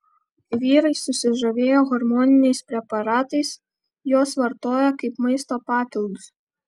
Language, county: Lithuanian, Vilnius